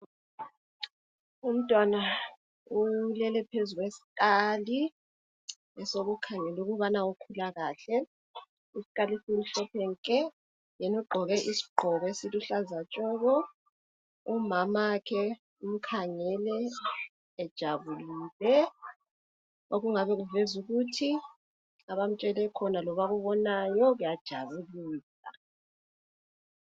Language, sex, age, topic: North Ndebele, female, 25-35, health